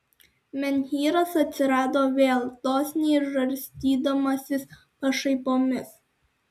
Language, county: Lithuanian, Alytus